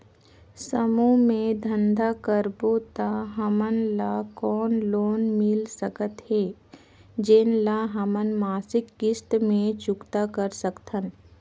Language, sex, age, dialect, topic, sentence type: Chhattisgarhi, female, 25-30, Northern/Bhandar, banking, question